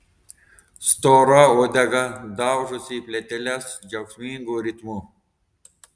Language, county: Lithuanian, Telšiai